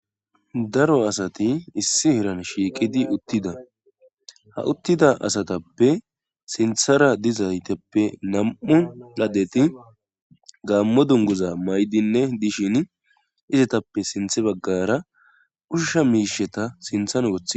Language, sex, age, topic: Gamo, male, 18-24, government